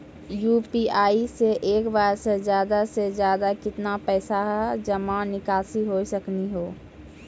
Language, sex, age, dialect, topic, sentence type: Maithili, female, 31-35, Angika, banking, question